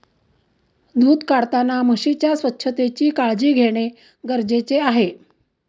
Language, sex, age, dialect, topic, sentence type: Marathi, female, 60-100, Standard Marathi, agriculture, statement